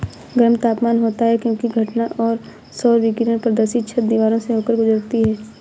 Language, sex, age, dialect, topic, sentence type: Hindi, female, 25-30, Marwari Dhudhari, agriculture, statement